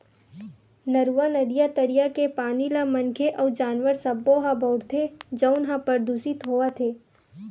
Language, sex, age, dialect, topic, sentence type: Chhattisgarhi, female, 18-24, Western/Budati/Khatahi, agriculture, statement